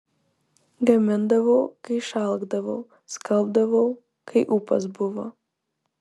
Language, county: Lithuanian, Vilnius